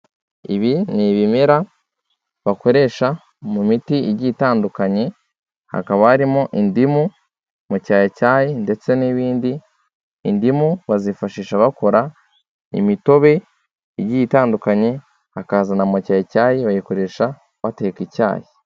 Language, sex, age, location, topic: Kinyarwanda, male, 18-24, Kigali, health